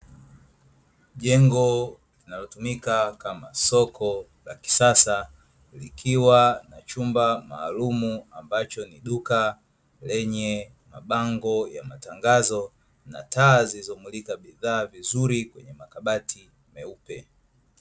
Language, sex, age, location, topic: Swahili, male, 25-35, Dar es Salaam, finance